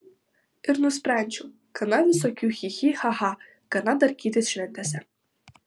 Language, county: Lithuanian, Vilnius